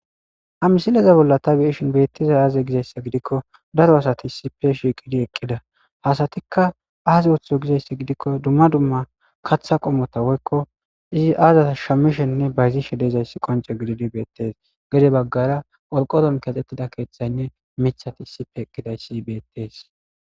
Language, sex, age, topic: Gamo, male, 18-24, agriculture